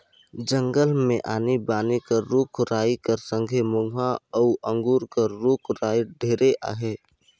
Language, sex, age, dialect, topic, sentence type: Chhattisgarhi, male, 18-24, Northern/Bhandar, agriculture, statement